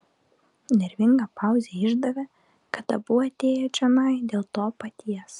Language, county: Lithuanian, Klaipėda